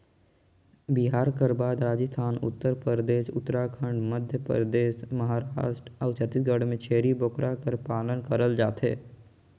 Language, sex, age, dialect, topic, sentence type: Chhattisgarhi, male, 18-24, Northern/Bhandar, agriculture, statement